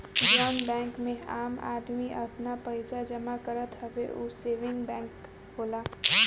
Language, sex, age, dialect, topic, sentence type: Bhojpuri, female, 18-24, Northern, banking, statement